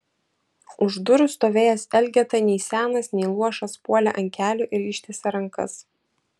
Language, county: Lithuanian, Vilnius